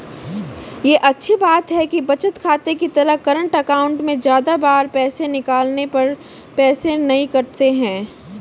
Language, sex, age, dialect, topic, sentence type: Hindi, female, 18-24, Marwari Dhudhari, banking, statement